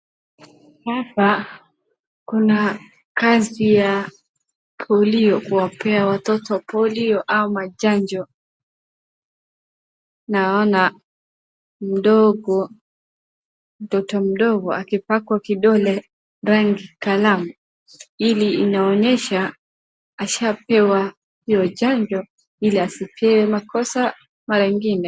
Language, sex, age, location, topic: Swahili, female, 36-49, Wajir, health